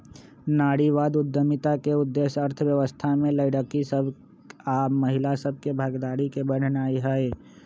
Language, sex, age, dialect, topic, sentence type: Magahi, male, 25-30, Western, banking, statement